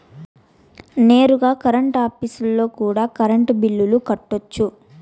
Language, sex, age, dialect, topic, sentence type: Telugu, female, 25-30, Southern, banking, statement